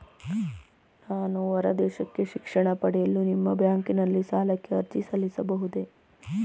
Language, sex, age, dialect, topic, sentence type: Kannada, female, 31-35, Mysore Kannada, banking, question